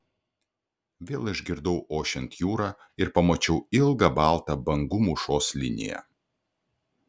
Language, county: Lithuanian, Klaipėda